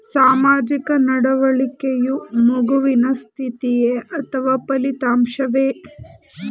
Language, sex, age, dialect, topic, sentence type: Kannada, female, 18-24, Mysore Kannada, banking, question